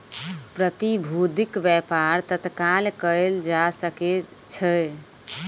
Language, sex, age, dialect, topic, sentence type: Maithili, female, 18-24, Southern/Standard, banking, statement